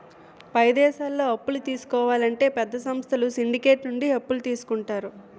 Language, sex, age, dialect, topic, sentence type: Telugu, female, 18-24, Utterandhra, banking, statement